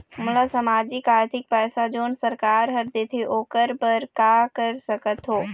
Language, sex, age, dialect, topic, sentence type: Chhattisgarhi, female, 25-30, Eastern, banking, question